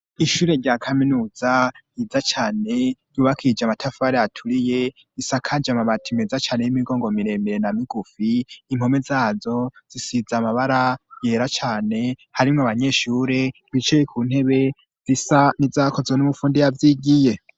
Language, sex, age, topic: Rundi, male, 18-24, education